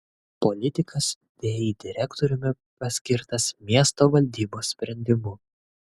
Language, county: Lithuanian, Kaunas